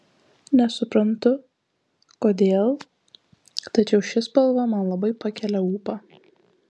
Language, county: Lithuanian, Kaunas